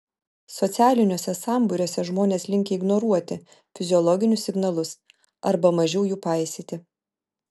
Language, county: Lithuanian, Vilnius